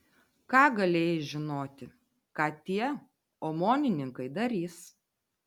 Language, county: Lithuanian, Telšiai